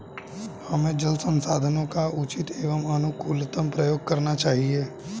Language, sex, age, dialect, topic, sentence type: Hindi, male, 18-24, Hindustani Malvi Khadi Boli, agriculture, statement